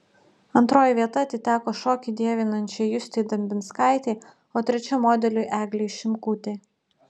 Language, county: Lithuanian, Utena